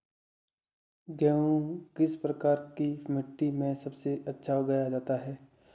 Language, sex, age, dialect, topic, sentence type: Hindi, male, 18-24, Marwari Dhudhari, agriculture, question